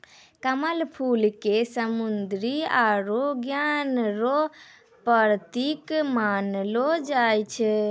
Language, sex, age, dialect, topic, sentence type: Maithili, female, 56-60, Angika, agriculture, statement